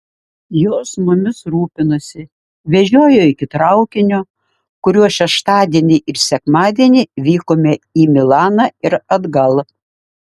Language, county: Lithuanian, Šiauliai